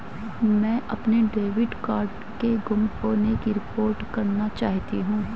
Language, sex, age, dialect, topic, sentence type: Hindi, female, 25-30, Hindustani Malvi Khadi Boli, banking, statement